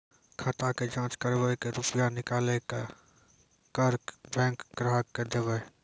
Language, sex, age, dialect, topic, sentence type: Maithili, male, 18-24, Angika, banking, question